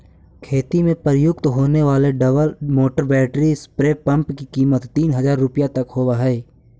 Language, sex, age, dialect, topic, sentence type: Magahi, male, 18-24, Central/Standard, agriculture, statement